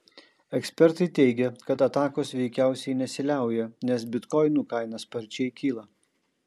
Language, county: Lithuanian, Kaunas